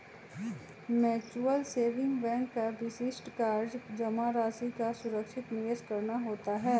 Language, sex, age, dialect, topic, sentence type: Magahi, female, 31-35, Western, banking, statement